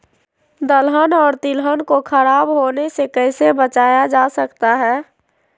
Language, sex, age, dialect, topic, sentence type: Magahi, female, 51-55, Southern, agriculture, question